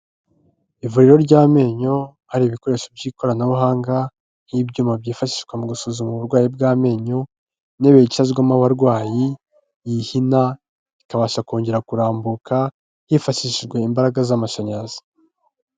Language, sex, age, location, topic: Kinyarwanda, male, 25-35, Kigali, health